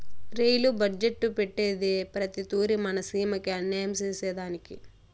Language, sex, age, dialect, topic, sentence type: Telugu, female, 18-24, Southern, banking, statement